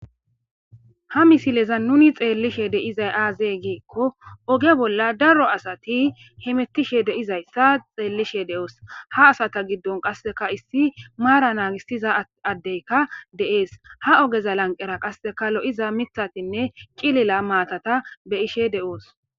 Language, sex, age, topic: Gamo, female, 18-24, agriculture